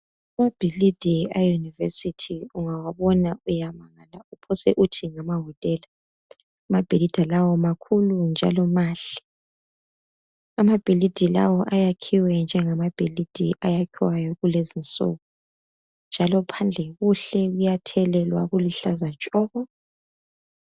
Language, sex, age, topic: North Ndebele, female, 25-35, education